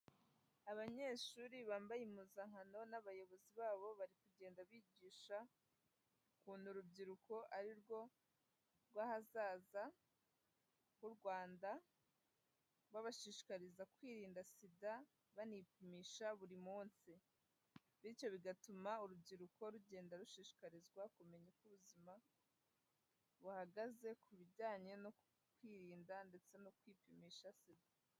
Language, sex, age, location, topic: Kinyarwanda, female, 18-24, Huye, health